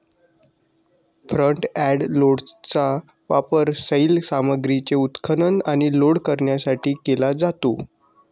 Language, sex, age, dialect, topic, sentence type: Marathi, male, 18-24, Varhadi, agriculture, statement